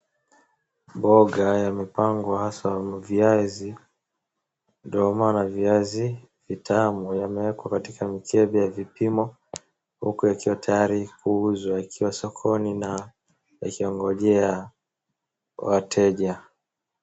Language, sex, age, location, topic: Swahili, male, 18-24, Wajir, finance